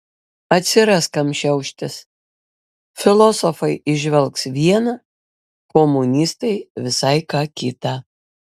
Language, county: Lithuanian, Vilnius